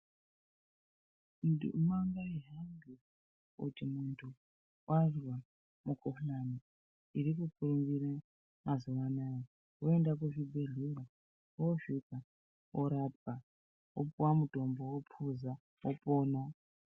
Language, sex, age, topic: Ndau, male, 36-49, health